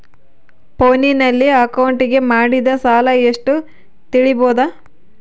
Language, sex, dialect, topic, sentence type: Kannada, female, Central, banking, question